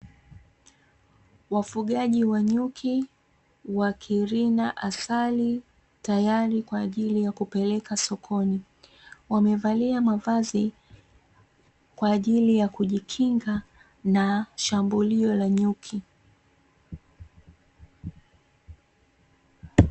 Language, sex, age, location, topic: Swahili, female, 25-35, Dar es Salaam, agriculture